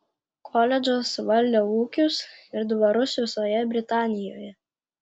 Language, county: Lithuanian, Klaipėda